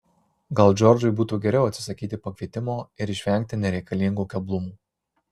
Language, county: Lithuanian, Marijampolė